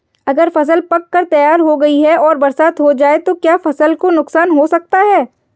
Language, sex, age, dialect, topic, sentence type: Hindi, female, 51-55, Kanauji Braj Bhasha, agriculture, question